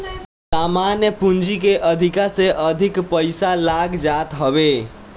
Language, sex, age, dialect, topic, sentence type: Bhojpuri, male, <18, Northern, banking, statement